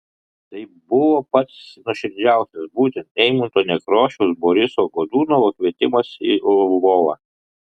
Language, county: Lithuanian, Kaunas